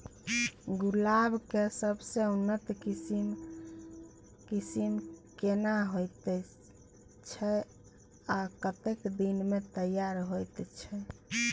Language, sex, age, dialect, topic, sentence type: Maithili, female, 41-45, Bajjika, agriculture, question